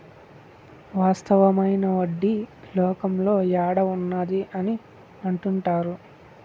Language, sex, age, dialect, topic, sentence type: Telugu, male, 25-30, Southern, banking, statement